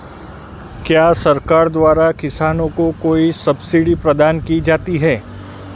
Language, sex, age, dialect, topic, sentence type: Hindi, male, 41-45, Marwari Dhudhari, agriculture, question